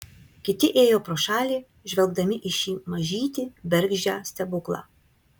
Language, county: Lithuanian, Kaunas